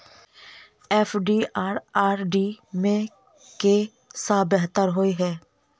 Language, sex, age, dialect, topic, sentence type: Maithili, female, 25-30, Southern/Standard, banking, question